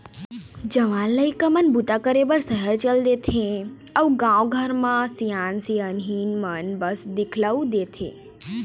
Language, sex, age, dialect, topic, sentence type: Chhattisgarhi, female, 41-45, Eastern, agriculture, statement